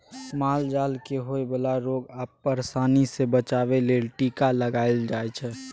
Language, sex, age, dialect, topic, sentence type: Maithili, male, 18-24, Bajjika, agriculture, statement